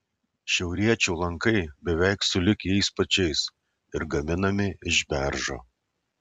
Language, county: Lithuanian, Alytus